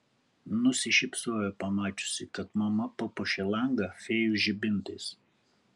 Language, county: Lithuanian, Kaunas